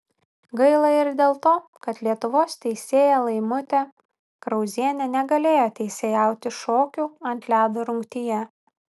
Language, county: Lithuanian, Vilnius